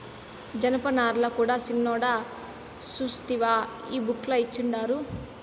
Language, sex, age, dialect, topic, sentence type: Telugu, female, 18-24, Southern, agriculture, statement